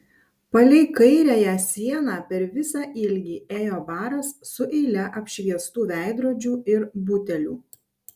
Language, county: Lithuanian, Panevėžys